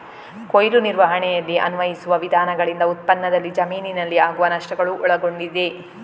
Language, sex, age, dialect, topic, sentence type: Kannada, female, 36-40, Coastal/Dakshin, agriculture, statement